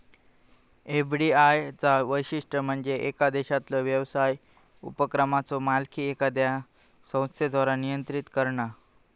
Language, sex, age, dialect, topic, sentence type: Marathi, male, 18-24, Southern Konkan, banking, statement